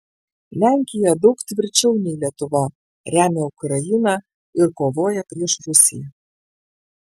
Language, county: Lithuanian, Klaipėda